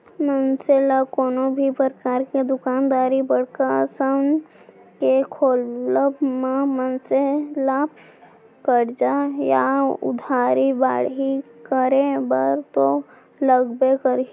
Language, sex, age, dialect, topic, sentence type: Chhattisgarhi, female, 18-24, Central, banking, statement